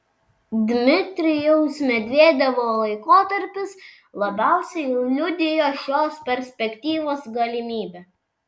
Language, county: Lithuanian, Vilnius